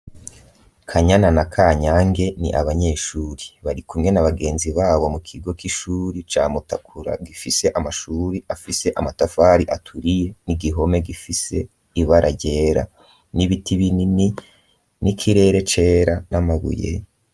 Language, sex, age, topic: Rundi, male, 25-35, education